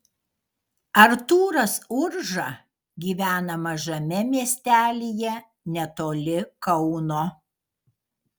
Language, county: Lithuanian, Kaunas